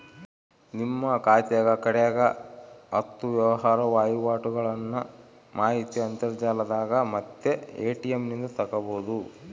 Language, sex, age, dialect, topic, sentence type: Kannada, male, 36-40, Central, banking, statement